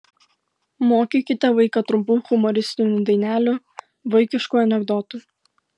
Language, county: Lithuanian, Klaipėda